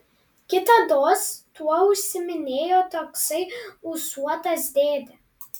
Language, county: Lithuanian, Panevėžys